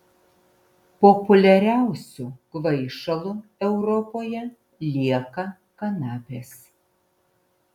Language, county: Lithuanian, Vilnius